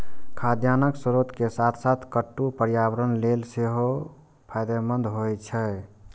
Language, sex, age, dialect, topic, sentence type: Maithili, male, 18-24, Eastern / Thethi, agriculture, statement